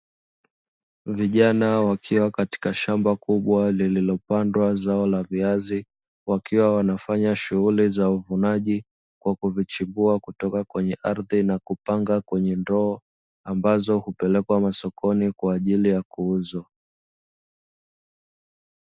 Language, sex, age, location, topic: Swahili, male, 18-24, Dar es Salaam, agriculture